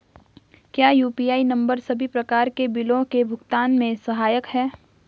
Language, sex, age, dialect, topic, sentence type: Hindi, female, 41-45, Garhwali, banking, question